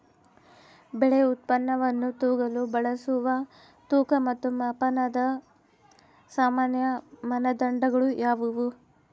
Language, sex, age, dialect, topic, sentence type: Kannada, female, 18-24, Central, agriculture, question